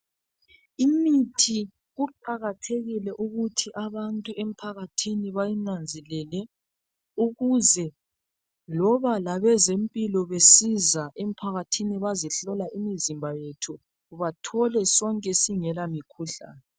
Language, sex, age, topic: North Ndebele, male, 36-49, health